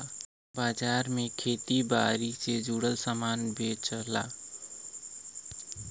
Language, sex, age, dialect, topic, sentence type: Bhojpuri, male, 18-24, Western, agriculture, statement